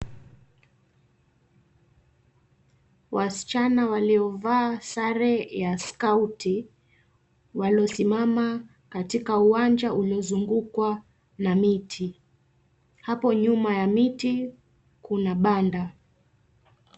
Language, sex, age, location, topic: Swahili, female, 25-35, Nairobi, education